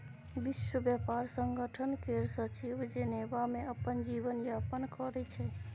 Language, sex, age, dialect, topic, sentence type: Maithili, female, 18-24, Bajjika, banking, statement